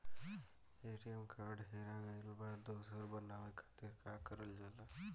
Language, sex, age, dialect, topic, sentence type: Bhojpuri, male, 18-24, Southern / Standard, banking, question